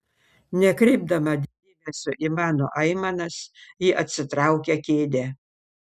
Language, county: Lithuanian, Panevėžys